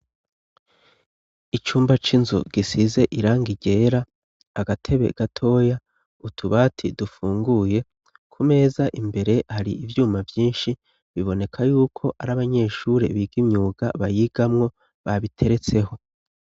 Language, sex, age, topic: Rundi, male, 36-49, education